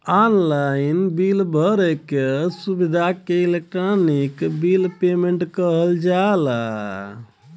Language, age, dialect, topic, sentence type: Bhojpuri, 25-30, Western, banking, statement